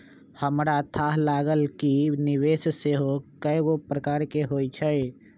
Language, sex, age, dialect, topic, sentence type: Magahi, male, 25-30, Western, banking, statement